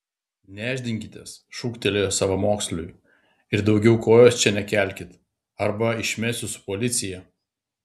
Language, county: Lithuanian, Klaipėda